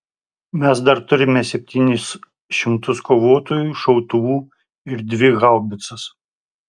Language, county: Lithuanian, Tauragė